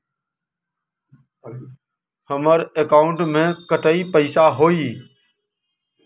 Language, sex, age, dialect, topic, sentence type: Magahi, male, 18-24, Western, banking, question